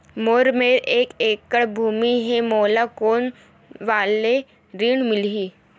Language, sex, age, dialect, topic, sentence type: Chhattisgarhi, female, 18-24, Western/Budati/Khatahi, banking, question